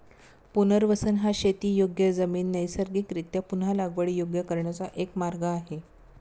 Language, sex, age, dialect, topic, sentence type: Marathi, female, 25-30, Standard Marathi, agriculture, statement